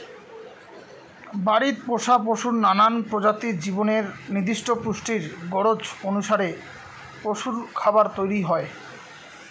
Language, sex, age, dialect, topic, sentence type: Bengali, male, 25-30, Rajbangshi, agriculture, statement